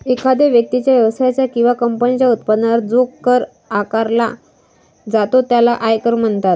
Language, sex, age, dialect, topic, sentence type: Marathi, female, 25-30, Varhadi, banking, statement